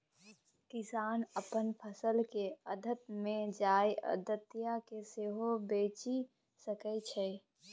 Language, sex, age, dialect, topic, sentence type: Maithili, female, 18-24, Bajjika, agriculture, statement